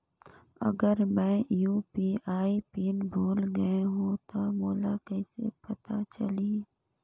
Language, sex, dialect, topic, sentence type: Chhattisgarhi, female, Northern/Bhandar, banking, question